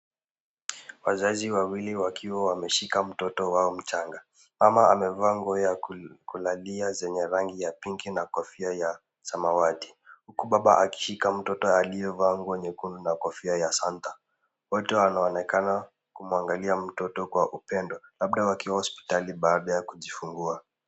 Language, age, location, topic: Swahili, 36-49, Kisumu, health